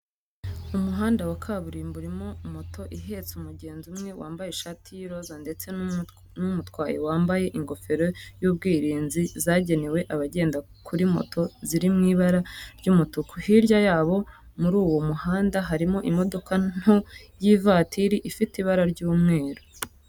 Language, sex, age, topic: Kinyarwanda, female, 25-35, education